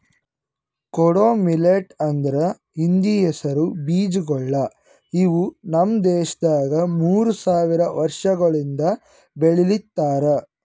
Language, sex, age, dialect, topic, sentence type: Kannada, female, 25-30, Northeastern, agriculture, statement